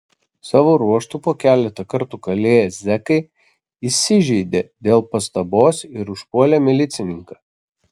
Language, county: Lithuanian, Kaunas